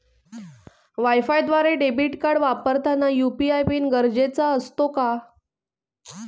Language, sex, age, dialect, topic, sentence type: Marathi, female, 25-30, Northern Konkan, banking, question